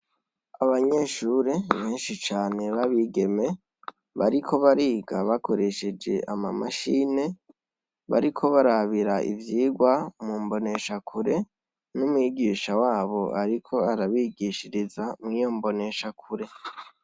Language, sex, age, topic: Rundi, male, 18-24, education